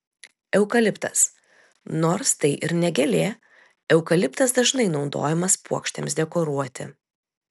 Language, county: Lithuanian, Telšiai